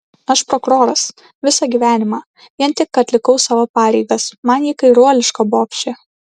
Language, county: Lithuanian, Klaipėda